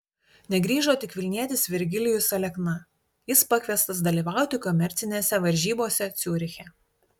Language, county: Lithuanian, Utena